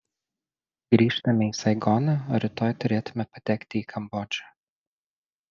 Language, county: Lithuanian, Šiauliai